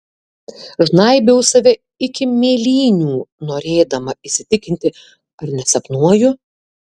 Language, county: Lithuanian, Kaunas